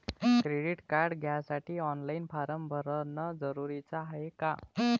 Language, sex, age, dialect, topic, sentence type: Marathi, male, 25-30, Varhadi, banking, question